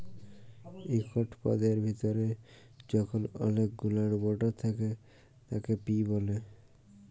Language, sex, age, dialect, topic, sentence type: Bengali, male, 18-24, Jharkhandi, agriculture, statement